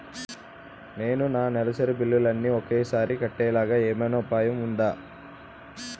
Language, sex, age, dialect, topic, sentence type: Telugu, male, 25-30, Utterandhra, banking, question